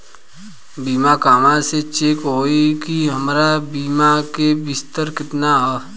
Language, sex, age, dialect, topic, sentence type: Bhojpuri, male, 25-30, Western, banking, question